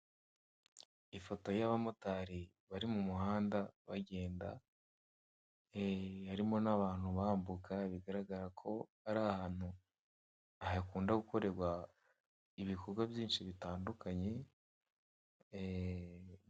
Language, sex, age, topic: Kinyarwanda, male, 18-24, government